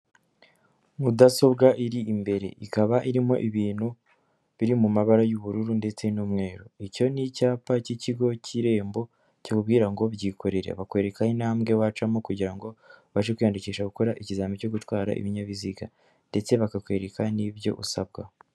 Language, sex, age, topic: Kinyarwanda, female, 25-35, government